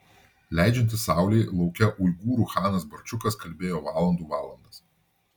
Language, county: Lithuanian, Vilnius